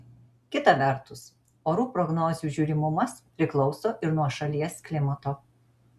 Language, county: Lithuanian, Marijampolė